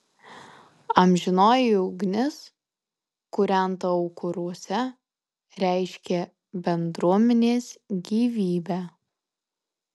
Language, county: Lithuanian, Alytus